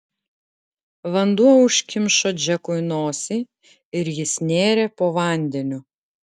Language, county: Lithuanian, Klaipėda